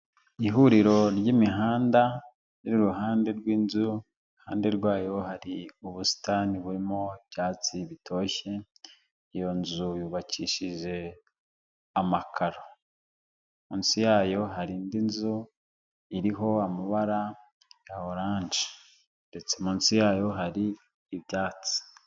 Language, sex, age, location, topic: Kinyarwanda, male, 25-35, Huye, health